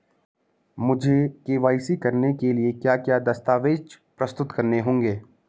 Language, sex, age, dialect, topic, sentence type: Hindi, male, 18-24, Garhwali, banking, question